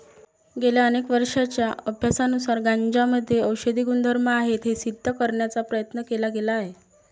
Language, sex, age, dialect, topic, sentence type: Marathi, female, 25-30, Varhadi, agriculture, statement